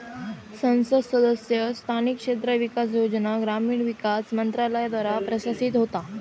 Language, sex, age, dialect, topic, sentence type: Marathi, female, 18-24, Southern Konkan, banking, statement